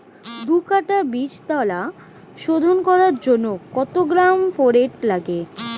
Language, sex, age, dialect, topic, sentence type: Bengali, female, 25-30, Standard Colloquial, agriculture, question